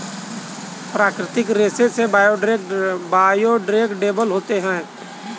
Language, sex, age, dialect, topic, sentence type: Hindi, male, 31-35, Kanauji Braj Bhasha, agriculture, statement